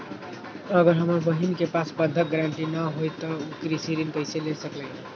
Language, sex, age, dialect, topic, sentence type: Magahi, male, 18-24, Western, agriculture, statement